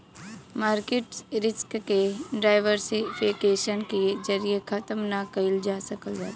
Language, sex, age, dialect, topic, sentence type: Bhojpuri, female, 18-24, Western, banking, statement